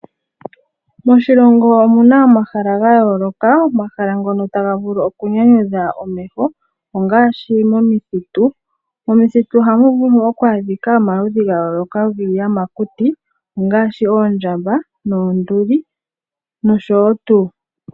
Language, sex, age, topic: Oshiwambo, female, 18-24, agriculture